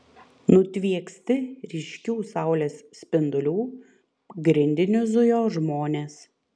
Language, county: Lithuanian, Panevėžys